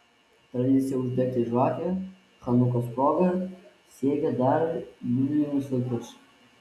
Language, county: Lithuanian, Vilnius